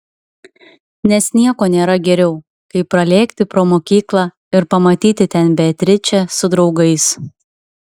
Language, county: Lithuanian, Klaipėda